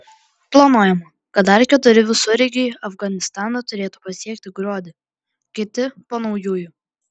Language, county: Lithuanian, Klaipėda